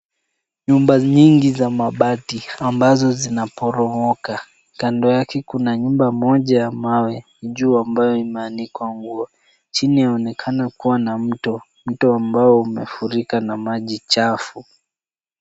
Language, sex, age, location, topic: Swahili, male, 18-24, Kisumu, health